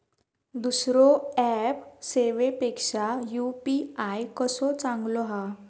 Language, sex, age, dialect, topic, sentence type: Marathi, female, 18-24, Southern Konkan, banking, question